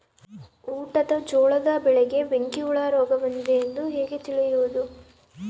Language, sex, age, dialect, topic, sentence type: Kannada, female, 25-30, Central, agriculture, question